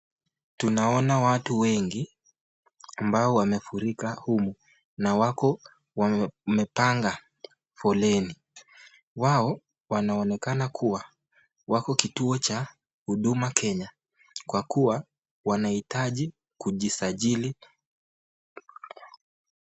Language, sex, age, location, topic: Swahili, male, 25-35, Nakuru, government